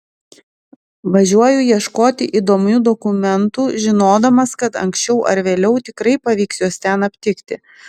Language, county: Lithuanian, Klaipėda